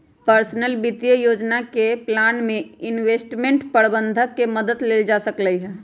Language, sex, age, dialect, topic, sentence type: Magahi, female, 31-35, Western, banking, statement